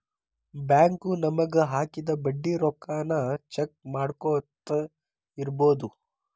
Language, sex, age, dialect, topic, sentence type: Kannada, male, 18-24, Dharwad Kannada, banking, statement